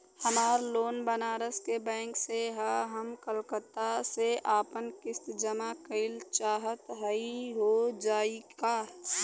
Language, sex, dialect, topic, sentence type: Bhojpuri, female, Western, banking, question